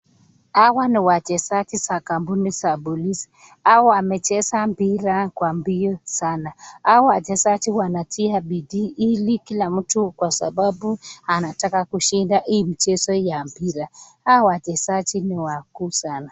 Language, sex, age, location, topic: Swahili, female, 25-35, Nakuru, government